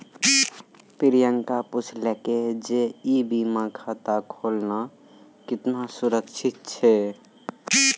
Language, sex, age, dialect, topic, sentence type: Maithili, male, 18-24, Angika, banking, statement